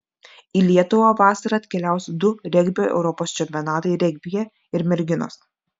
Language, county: Lithuanian, Klaipėda